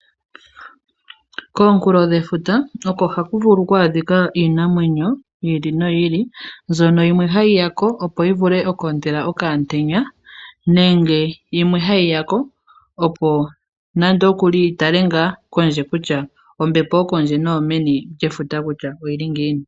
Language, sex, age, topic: Oshiwambo, female, 18-24, agriculture